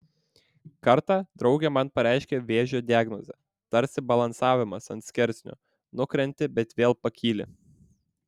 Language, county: Lithuanian, Vilnius